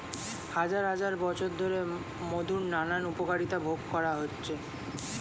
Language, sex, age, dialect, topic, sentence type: Bengali, male, 18-24, Standard Colloquial, agriculture, statement